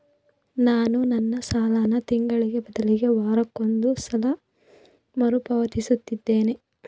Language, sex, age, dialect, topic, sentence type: Kannada, female, 25-30, Northeastern, banking, statement